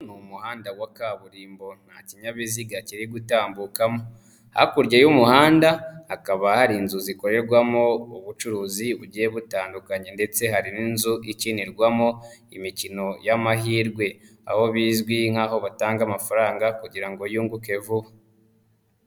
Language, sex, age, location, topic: Kinyarwanda, female, 25-35, Nyagatare, government